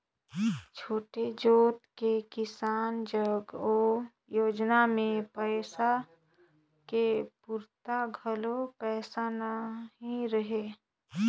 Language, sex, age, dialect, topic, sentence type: Chhattisgarhi, female, 25-30, Northern/Bhandar, agriculture, statement